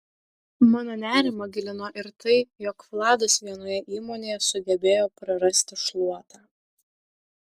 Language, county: Lithuanian, Utena